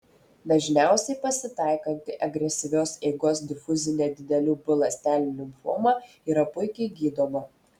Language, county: Lithuanian, Telšiai